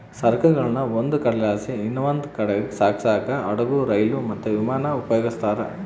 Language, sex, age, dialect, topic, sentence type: Kannada, male, 25-30, Central, banking, statement